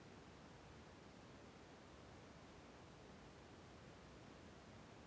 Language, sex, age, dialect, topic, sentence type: Kannada, male, 41-45, Central, agriculture, question